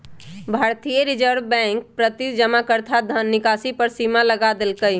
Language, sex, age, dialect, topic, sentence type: Magahi, male, 18-24, Western, banking, statement